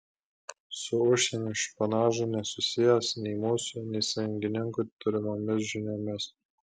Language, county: Lithuanian, Klaipėda